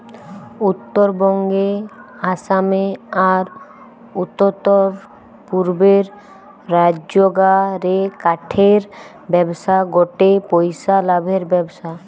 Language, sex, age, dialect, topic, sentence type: Bengali, female, 18-24, Western, agriculture, statement